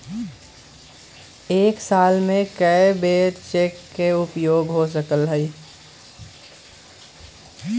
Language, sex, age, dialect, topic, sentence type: Magahi, male, 18-24, Western, banking, statement